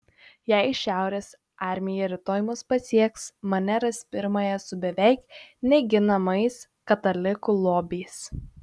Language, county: Lithuanian, Šiauliai